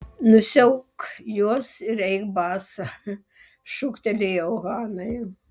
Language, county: Lithuanian, Vilnius